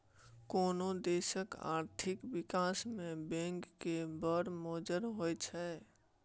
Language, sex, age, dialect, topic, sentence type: Maithili, male, 18-24, Bajjika, banking, statement